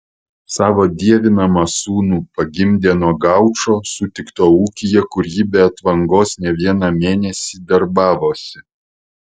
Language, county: Lithuanian, Vilnius